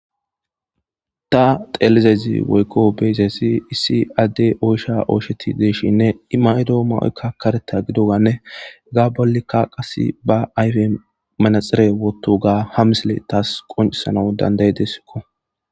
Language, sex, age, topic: Gamo, male, 25-35, government